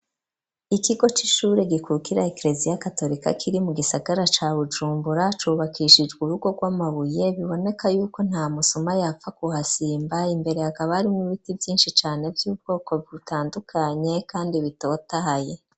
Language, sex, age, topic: Rundi, female, 36-49, education